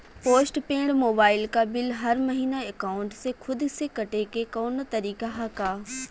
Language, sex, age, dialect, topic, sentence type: Bhojpuri, female, 41-45, Western, banking, question